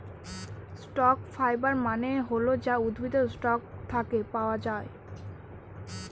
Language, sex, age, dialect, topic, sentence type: Bengali, female, 18-24, Northern/Varendri, agriculture, statement